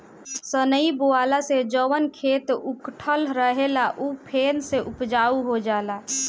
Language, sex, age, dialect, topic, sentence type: Bhojpuri, female, 18-24, Northern, agriculture, statement